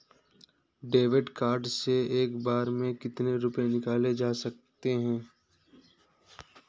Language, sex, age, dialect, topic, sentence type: Hindi, male, 18-24, Awadhi Bundeli, banking, question